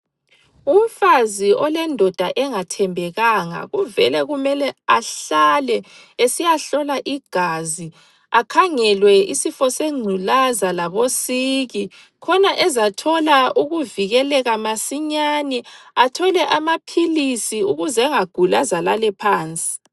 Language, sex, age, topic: North Ndebele, female, 25-35, health